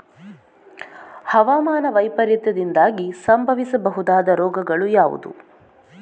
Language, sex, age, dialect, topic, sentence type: Kannada, female, 41-45, Coastal/Dakshin, agriculture, question